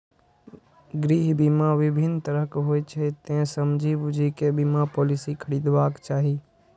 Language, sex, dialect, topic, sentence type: Maithili, male, Eastern / Thethi, banking, statement